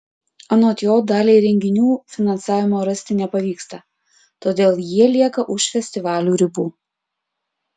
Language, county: Lithuanian, Klaipėda